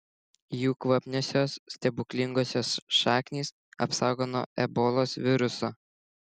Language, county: Lithuanian, Šiauliai